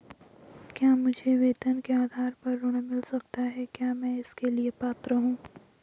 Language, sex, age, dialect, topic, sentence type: Hindi, female, 25-30, Garhwali, banking, question